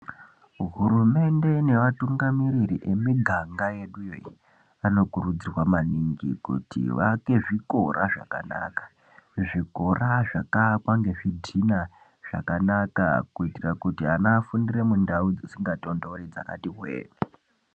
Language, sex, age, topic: Ndau, male, 25-35, education